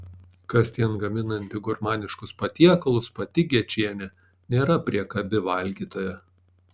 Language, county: Lithuanian, Panevėžys